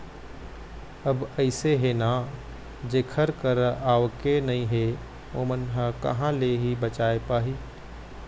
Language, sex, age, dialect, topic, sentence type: Chhattisgarhi, male, 25-30, Eastern, banking, statement